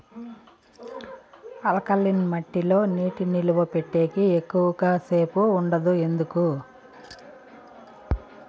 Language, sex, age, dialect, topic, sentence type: Telugu, female, 41-45, Southern, agriculture, question